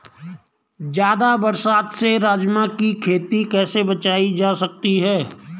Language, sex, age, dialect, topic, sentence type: Hindi, male, 41-45, Garhwali, agriculture, question